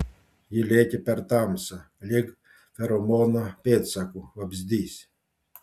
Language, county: Lithuanian, Panevėžys